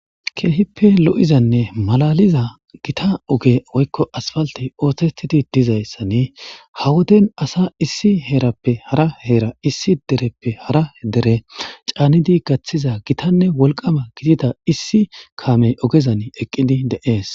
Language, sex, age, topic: Gamo, male, 25-35, government